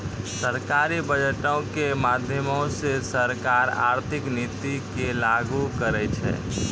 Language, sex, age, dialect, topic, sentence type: Maithili, male, 31-35, Angika, banking, statement